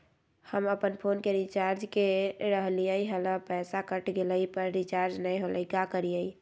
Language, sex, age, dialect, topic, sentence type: Magahi, female, 60-100, Southern, banking, question